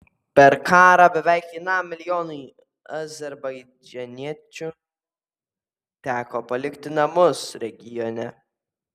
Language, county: Lithuanian, Vilnius